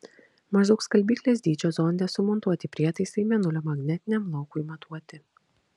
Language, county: Lithuanian, Kaunas